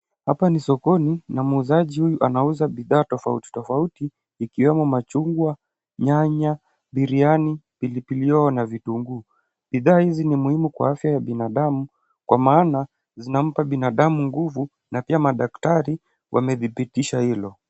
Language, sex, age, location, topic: Swahili, male, 18-24, Kisumu, finance